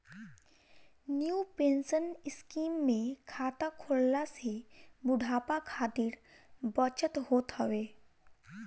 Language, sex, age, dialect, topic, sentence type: Bhojpuri, female, 18-24, Northern, banking, statement